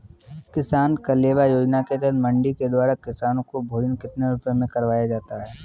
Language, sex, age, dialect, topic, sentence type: Hindi, male, 18-24, Marwari Dhudhari, agriculture, question